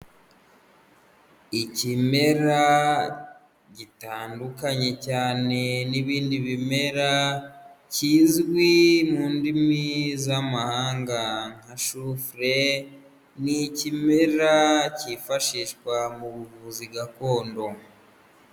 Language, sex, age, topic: Kinyarwanda, female, 18-24, health